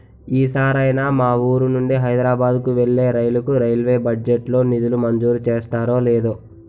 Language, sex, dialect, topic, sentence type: Telugu, male, Utterandhra, banking, statement